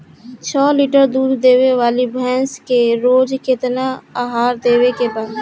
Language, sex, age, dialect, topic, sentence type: Bhojpuri, female, 18-24, Northern, agriculture, question